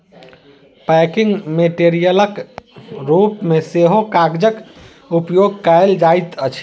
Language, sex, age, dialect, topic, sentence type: Maithili, male, 25-30, Southern/Standard, agriculture, statement